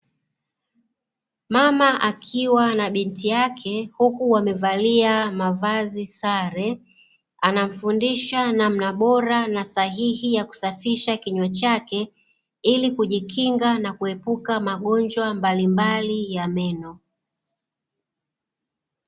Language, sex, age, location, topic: Swahili, female, 36-49, Dar es Salaam, health